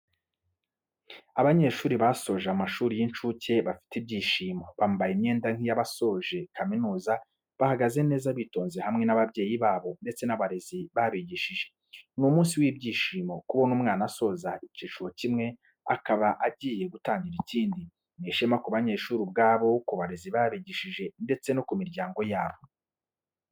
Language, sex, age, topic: Kinyarwanda, male, 25-35, education